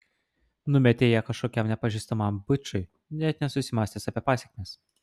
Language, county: Lithuanian, Klaipėda